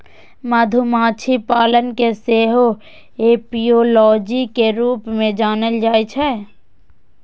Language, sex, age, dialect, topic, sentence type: Maithili, female, 18-24, Eastern / Thethi, agriculture, statement